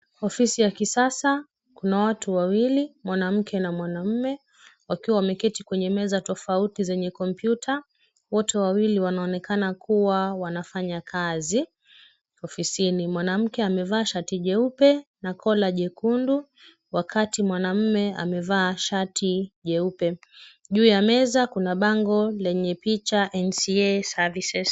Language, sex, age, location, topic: Swahili, female, 25-35, Kisumu, government